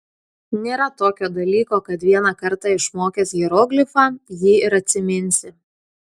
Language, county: Lithuanian, Klaipėda